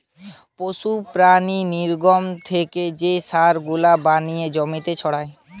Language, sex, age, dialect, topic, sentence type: Bengali, male, 18-24, Western, agriculture, statement